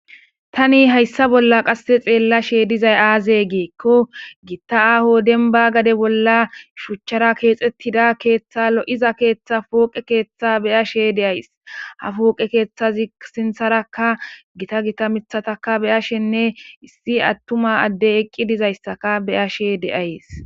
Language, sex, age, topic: Gamo, male, 18-24, government